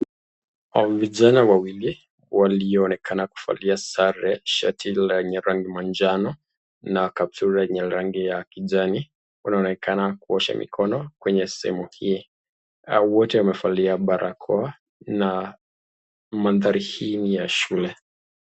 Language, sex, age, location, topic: Swahili, male, 36-49, Nakuru, health